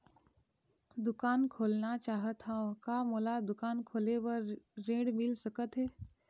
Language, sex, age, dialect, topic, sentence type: Chhattisgarhi, female, 25-30, Eastern, banking, question